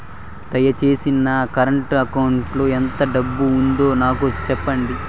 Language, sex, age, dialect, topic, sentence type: Telugu, male, 18-24, Southern, banking, statement